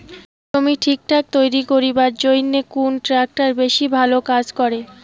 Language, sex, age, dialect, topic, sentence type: Bengali, female, 18-24, Rajbangshi, agriculture, question